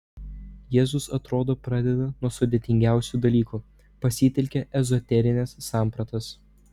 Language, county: Lithuanian, Vilnius